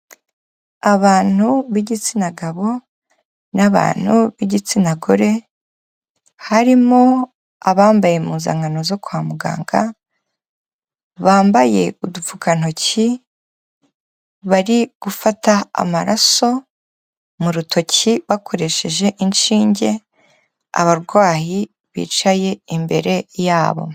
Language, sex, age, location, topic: Kinyarwanda, female, 25-35, Kigali, health